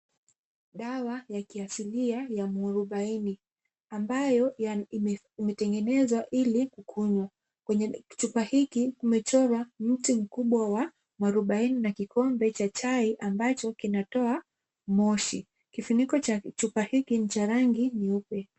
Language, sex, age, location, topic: Swahili, female, 18-24, Kisumu, health